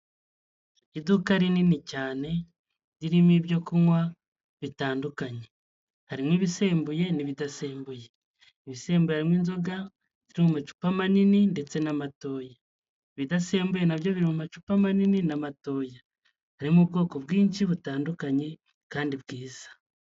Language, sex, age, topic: Kinyarwanda, male, 25-35, finance